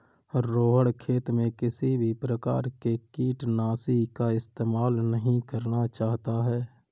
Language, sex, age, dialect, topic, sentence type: Hindi, male, 25-30, Kanauji Braj Bhasha, agriculture, statement